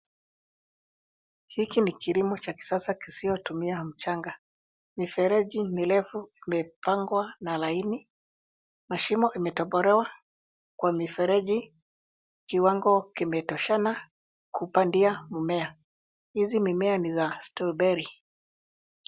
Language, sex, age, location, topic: Swahili, male, 50+, Nairobi, agriculture